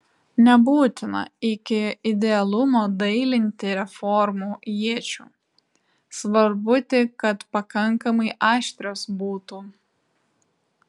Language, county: Lithuanian, Vilnius